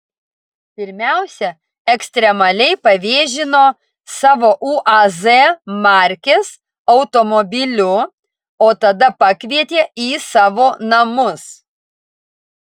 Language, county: Lithuanian, Vilnius